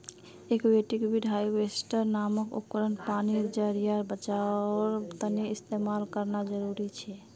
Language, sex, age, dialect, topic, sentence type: Magahi, female, 60-100, Northeastern/Surjapuri, agriculture, statement